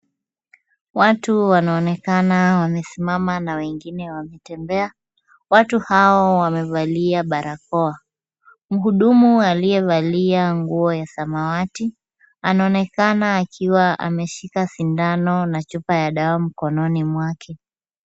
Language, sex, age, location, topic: Swahili, female, 25-35, Kisumu, health